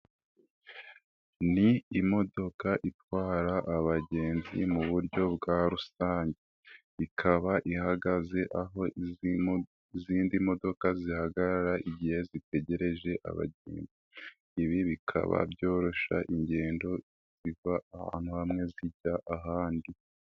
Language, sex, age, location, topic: Kinyarwanda, male, 18-24, Nyagatare, government